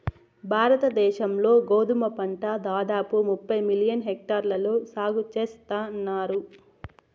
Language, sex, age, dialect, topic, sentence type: Telugu, female, 18-24, Southern, agriculture, statement